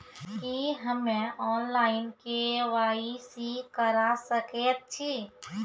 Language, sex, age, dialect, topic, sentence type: Maithili, female, 25-30, Angika, banking, question